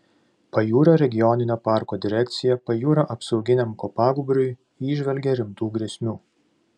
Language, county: Lithuanian, Vilnius